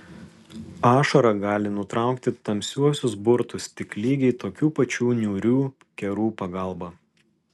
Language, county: Lithuanian, Alytus